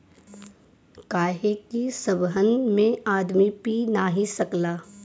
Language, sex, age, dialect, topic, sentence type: Bhojpuri, female, 18-24, Western, agriculture, statement